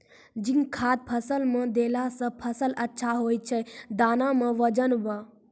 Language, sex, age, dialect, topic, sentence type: Maithili, female, 46-50, Angika, agriculture, question